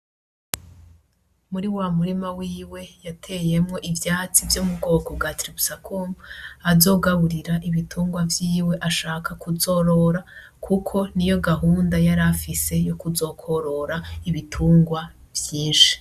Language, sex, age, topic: Rundi, female, 25-35, agriculture